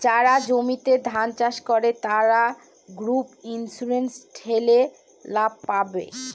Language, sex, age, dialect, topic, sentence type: Bengali, female, 25-30, Northern/Varendri, banking, statement